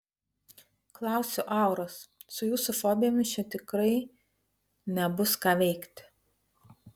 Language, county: Lithuanian, Vilnius